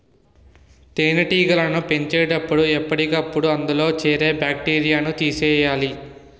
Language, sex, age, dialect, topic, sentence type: Telugu, male, 18-24, Utterandhra, agriculture, statement